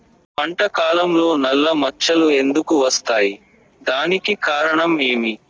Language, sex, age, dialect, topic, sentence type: Telugu, male, 18-24, Southern, agriculture, question